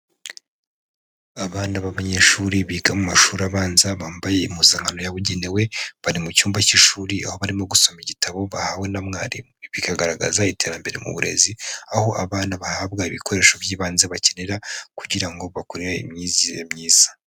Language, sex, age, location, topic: Kinyarwanda, female, 18-24, Huye, education